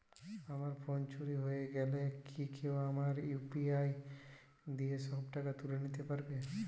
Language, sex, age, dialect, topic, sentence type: Bengali, male, 18-24, Jharkhandi, banking, question